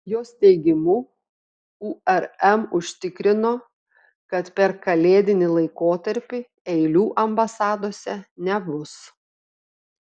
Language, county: Lithuanian, Telšiai